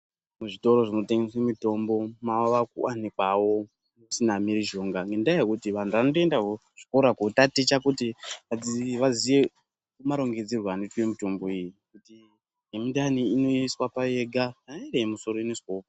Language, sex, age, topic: Ndau, male, 18-24, health